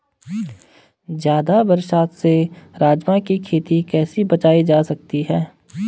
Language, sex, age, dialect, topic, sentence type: Hindi, male, 18-24, Garhwali, agriculture, question